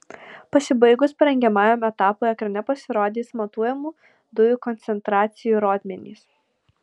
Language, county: Lithuanian, Alytus